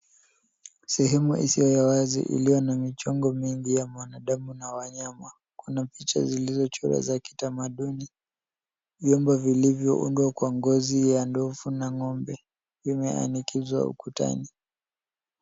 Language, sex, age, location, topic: Swahili, male, 18-24, Nairobi, finance